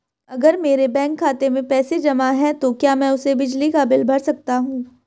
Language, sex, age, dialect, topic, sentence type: Hindi, female, 18-24, Marwari Dhudhari, banking, question